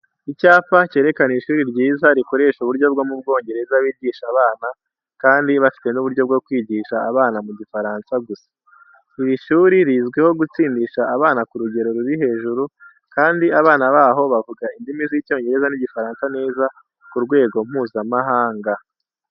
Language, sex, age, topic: Kinyarwanda, male, 18-24, education